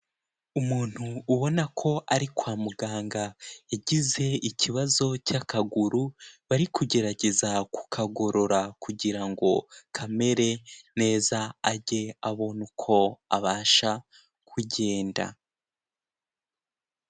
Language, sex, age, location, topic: Kinyarwanda, male, 18-24, Kigali, health